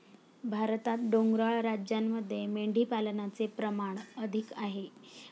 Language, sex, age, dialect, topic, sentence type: Marathi, female, 31-35, Standard Marathi, agriculture, statement